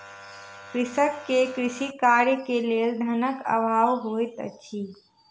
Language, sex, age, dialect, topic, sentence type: Maithili, female, 31-35, Southern/Standard, agriculture, statement